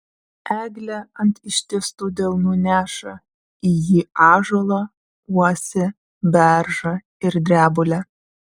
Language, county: Lithuanian, Vilnius